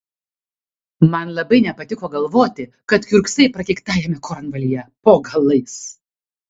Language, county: Lithuanian, Kaunas